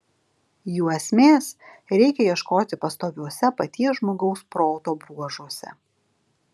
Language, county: Lithuanian, Alytus